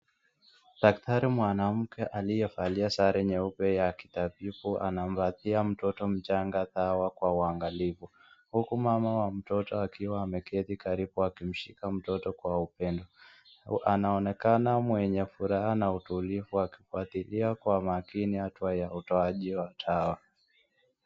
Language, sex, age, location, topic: Swahili, male, 25-35, Nakuru, health